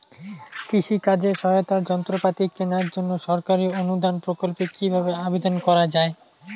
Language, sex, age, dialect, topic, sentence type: Bengali, male, 18-24, Rajbangshi, agriculture, question